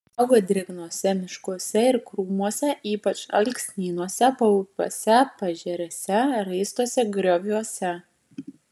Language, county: Lithuanian, Vilnius